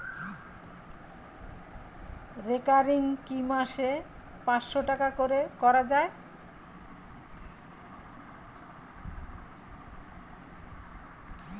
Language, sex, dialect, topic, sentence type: Bengali, female, Standard Colloquial, banking, question